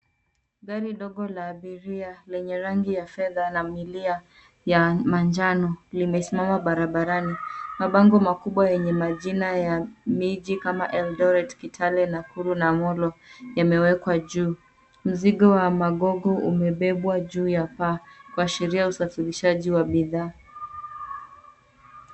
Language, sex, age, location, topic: Swahili, female, 18-24, Nairobi, government